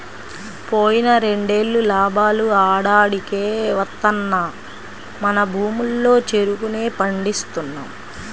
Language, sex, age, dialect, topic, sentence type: Telugu, female, 25-30, Central/Coastal, agriculture, statement